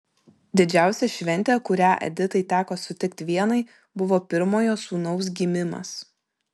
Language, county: Lithuanian, Vilnius